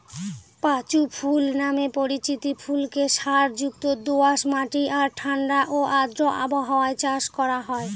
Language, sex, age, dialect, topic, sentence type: Bengali, female, 25-30, Northern/Varendri, agriculture, statement